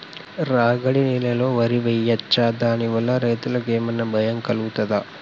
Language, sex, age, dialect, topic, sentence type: Telugu, male, 18-24, Telangana, agriculture, question